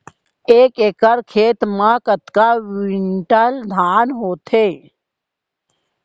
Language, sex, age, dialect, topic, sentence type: Chhattisgarhi, female, 18-24, Central, agriculture, question